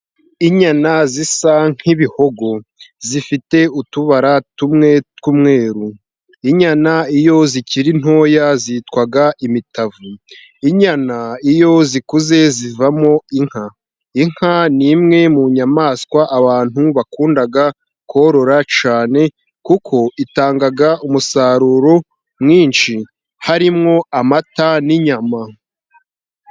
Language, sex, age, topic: Kinyarwanda, male, 25-35, agriculture